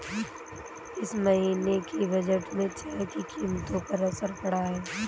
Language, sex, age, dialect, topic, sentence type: Hindi, female, 18-24, Awadhi Bundeli, agriculture, statement